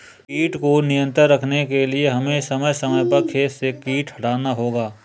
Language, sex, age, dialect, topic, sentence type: Hindi, male, 25-30, Awadhi Bundeli, agriculture, statement